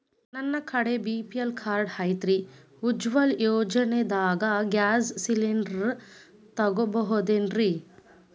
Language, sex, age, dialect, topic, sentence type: Kannada, female, 18-24, Dharwad Kannada, banking, question